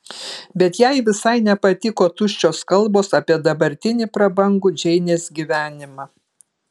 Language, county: Lithuanian, Kaunas